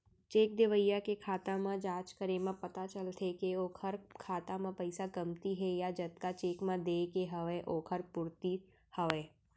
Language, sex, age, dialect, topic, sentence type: Chhattisgarhi, female, 18-24, Central, banking, statement